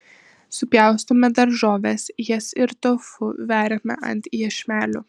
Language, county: Lithuanian, Panevėžys